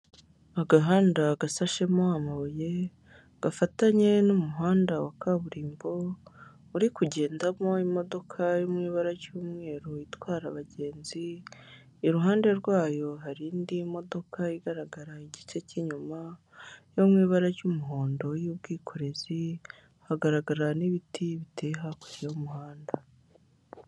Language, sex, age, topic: Kinyarwanda, male, 18-24, government